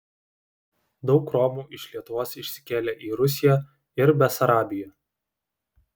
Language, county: Lithuanian, Vilnius